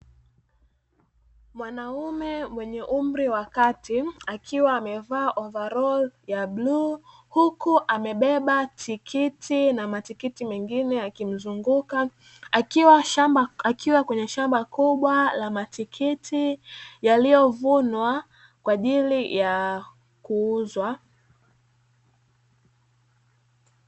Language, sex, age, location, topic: Swahili, female, 18-24, Dar es Salaam, agriculture